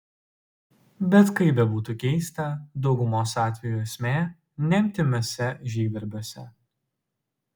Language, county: Lithuanian, Utena